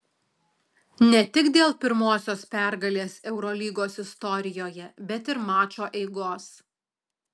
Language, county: Lithuanian, Alytus